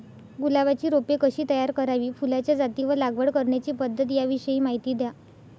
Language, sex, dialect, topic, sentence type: Marathi, female, Northern Konkan, agriculture, question